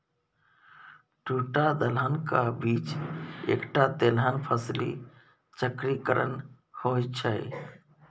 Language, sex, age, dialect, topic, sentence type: Maithili, male, 41-45, Bajjika, agriculture, statement